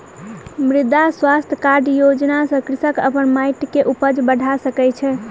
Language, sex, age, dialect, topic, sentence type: Maithili, female, 18-24, Southern/Standard, agriculture, statement